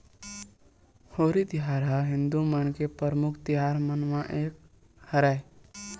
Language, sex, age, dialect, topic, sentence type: Chhattisgarhi, male, 18-24, Western/Budati/Khatahi, agriculture, statement